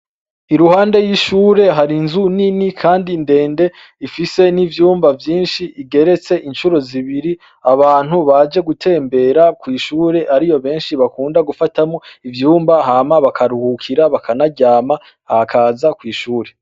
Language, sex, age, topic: Rundi, male, 25-35, education